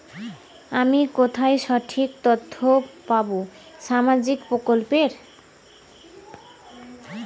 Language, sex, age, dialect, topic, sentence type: Bengali, female, 25-30, Rajbangshi, banking, question